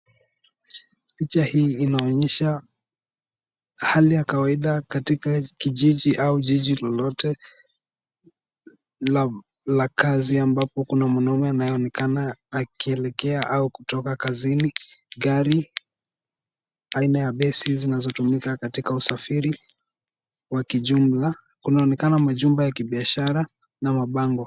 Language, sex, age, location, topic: Swahili, male, 18-24, Nairobi, government